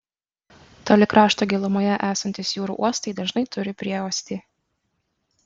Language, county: Lithuanian, Kaunas